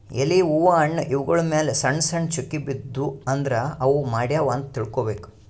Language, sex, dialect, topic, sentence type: Kannada, male, Northeastern, agriculture, statement